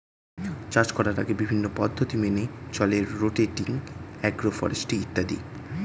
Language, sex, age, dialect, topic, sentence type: Bengali, male, 18-24, Standard Colloquial, agriculture, statement